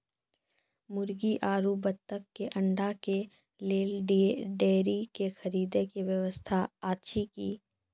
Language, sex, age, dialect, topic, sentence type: Maithili, female, 18-24, Angika, agriculture, question